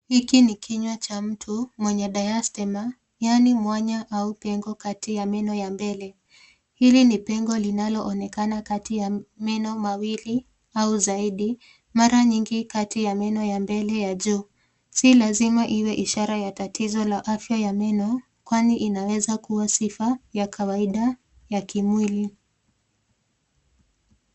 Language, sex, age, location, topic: Swahili, female, 18-24, Nairobi, health